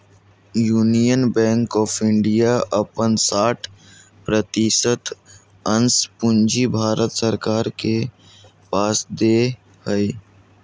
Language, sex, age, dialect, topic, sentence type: Magahi, male, 31-35, Southern, banking, statement